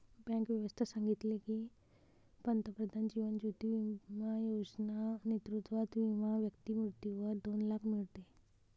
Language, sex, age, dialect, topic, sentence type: Marathi, male, 18-24, Varhadi, banking, statement